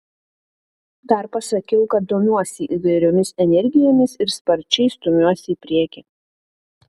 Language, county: Lithuanian, Panevėžys